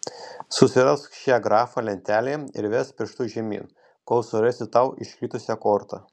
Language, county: Lithuanian, Kaunas